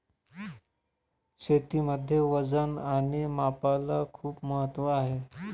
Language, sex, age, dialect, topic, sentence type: Marathi, male, 25-30, Northern Konkan, agriculture, statement